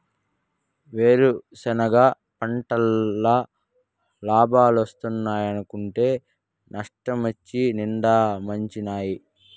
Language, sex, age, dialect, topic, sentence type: Telugu, male, 56-60, Southern, agriculture, statement